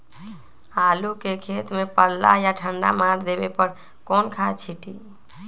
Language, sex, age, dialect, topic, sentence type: Magahi, female, 18-24, Western, agriculture, question